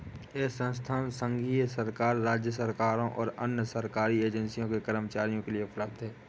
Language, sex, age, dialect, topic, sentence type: Hindi, male, 18-24, Awadhi Bundeli, banking, statement